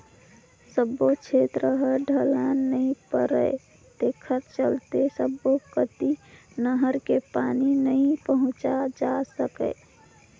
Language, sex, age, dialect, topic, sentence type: Chhattisgarhi, female, 18-24, Northern/Bhandar, agriculture, statement